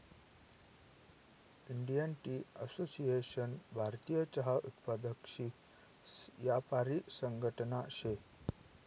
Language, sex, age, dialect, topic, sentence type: Marathi, male, 36-40, Northern Konkan, agriculture, statement